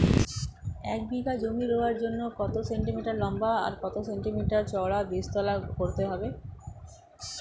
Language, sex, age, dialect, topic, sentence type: Bengali, female, 31-35, Standard Colloquial, agriculture, question